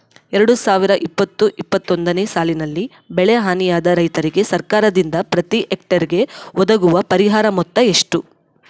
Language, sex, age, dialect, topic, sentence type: Kannada, female, 18-24, Central, agriculture, question